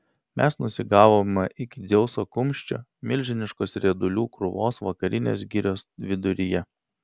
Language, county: Lithuanian, Vilnius